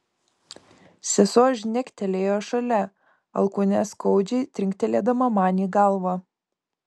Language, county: Lithuanian, Kaunas